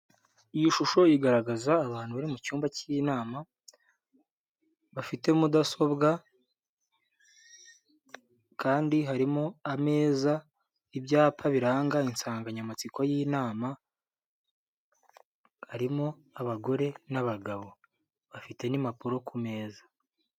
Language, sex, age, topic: Kinyarwanda, male, 18-24, government